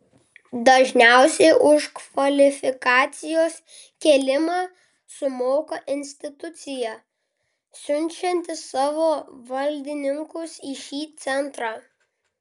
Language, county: Lithuanian, Klaipėda